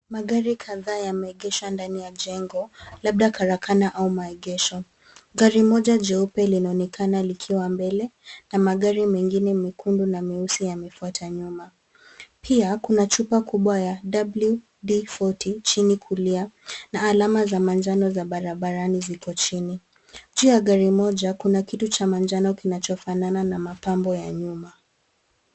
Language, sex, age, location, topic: Swahili, female, 25-35, Nairobi, finance